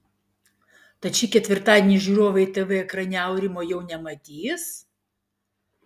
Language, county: Lithuanian, Klaipėda